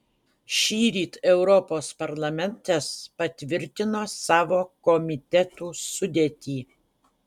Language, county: Lithuanian, Utena